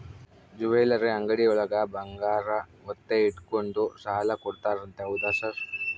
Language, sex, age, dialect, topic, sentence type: Kannada, male, 25-30, Central, banking, question